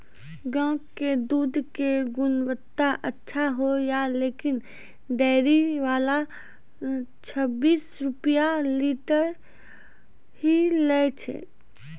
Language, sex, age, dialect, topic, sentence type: Maithili, female, 56-60, Angika, agriculture, question